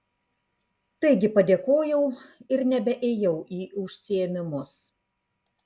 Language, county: Lithuanian, Kaunas